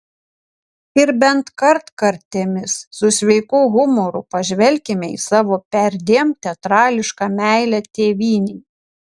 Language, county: Lithuanian, Kaunas